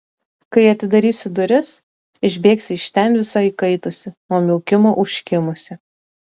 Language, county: Lithuanian, Tauragė